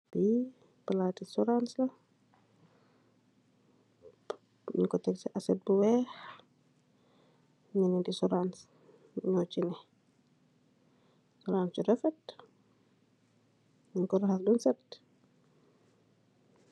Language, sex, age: Wolof, female, 25-35